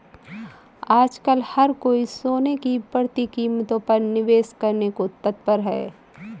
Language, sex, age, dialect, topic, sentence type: Hindi, female, 25-30, Awadhi Bundeli, banking, statement